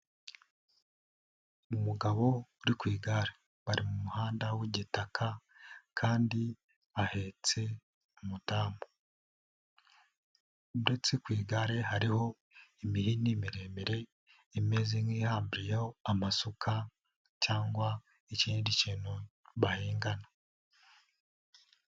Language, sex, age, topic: Kinyarwanda, male, 18-24, finance